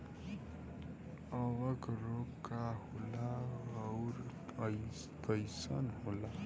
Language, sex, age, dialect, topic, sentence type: Bhojpuri, female, 18-24, Western, agriculture, question